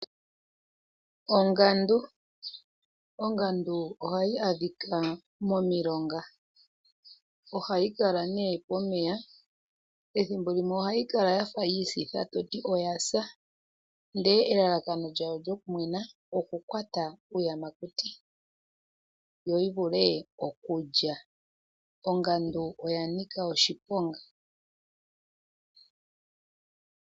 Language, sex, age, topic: Oshiwambo, female, 25-35, agriculture